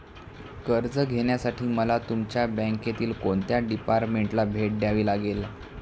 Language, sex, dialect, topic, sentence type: Marathi, male, Standard Marathi, banking, question